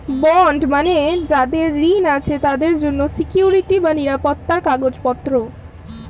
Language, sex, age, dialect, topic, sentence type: Bengali, female, <18, Standard Colloquial, banking, statement